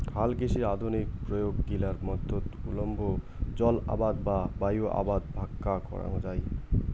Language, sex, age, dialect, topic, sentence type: Bengali, male, 18-24, Rajbangshi, agriculture, statement